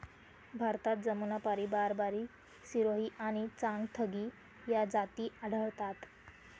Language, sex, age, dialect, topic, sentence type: Marathi, female, 18-24, Northern Konkan, agriculture, statement